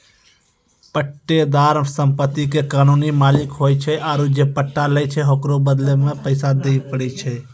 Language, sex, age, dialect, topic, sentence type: Maithili, male, 18-24, Angika, banking, statement